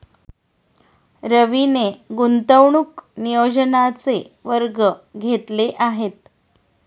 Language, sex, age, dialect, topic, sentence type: Marathi, female, 36-40, Standard Marathi, banking, statement